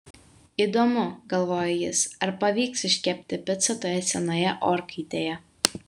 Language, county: Lithuanian, Vilnius